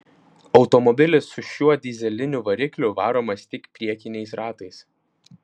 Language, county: Lithuanian, Vilnius